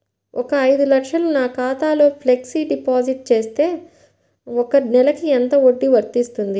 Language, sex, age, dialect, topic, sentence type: Telugu, female, 60-100, Central/Coastal, banking, question